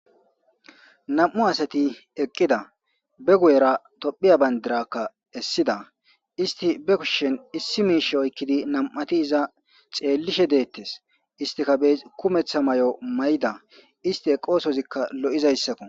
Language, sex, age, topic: Gamo, male, 25-35, government